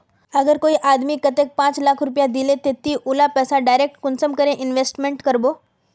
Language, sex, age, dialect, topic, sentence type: Magahi, female, 56-60, Northeastern/Surjapuri, banking, question